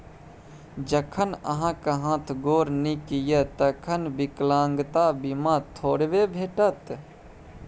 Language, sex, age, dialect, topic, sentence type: Maithili, male, 18-24, Bajjika, banking, statement